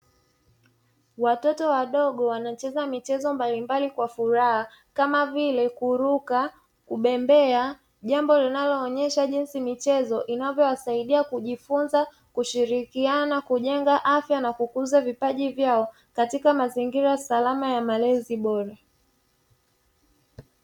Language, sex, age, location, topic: Swahili, female, 25-35, Dar es Salaam, education